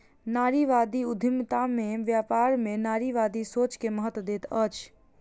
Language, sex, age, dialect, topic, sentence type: Maithili, female, 41-45, Southern/Standard, banking, statement